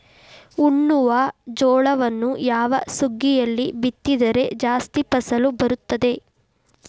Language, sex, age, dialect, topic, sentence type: Kannada, female, 18-24, Dharwad Kannada, agriculture, question